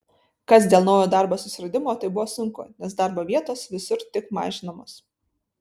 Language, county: Lithuanian, Vilnius